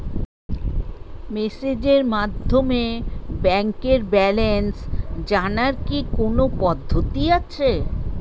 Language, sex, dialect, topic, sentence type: Bengali, female, Standard Colloquial, banking, question